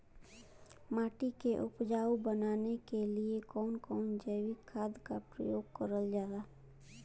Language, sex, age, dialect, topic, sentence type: Bhojpuri, female, 25-30, Western, agriculture, question